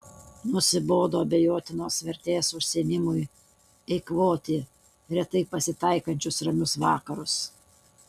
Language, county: Lithuanian, Utena